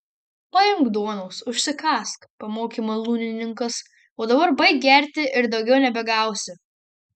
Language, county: Lithuanian, Marijampolė